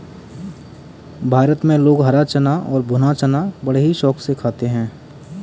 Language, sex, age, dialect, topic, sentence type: Hindi, male, 18-24, Kanauji Braj Bhasha, agriculture, statement